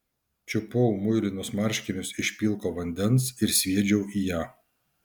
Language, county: Lithuanian, Šiauliai